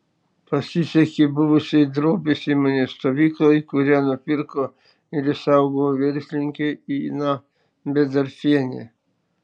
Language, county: Lithuanian, Šiauliai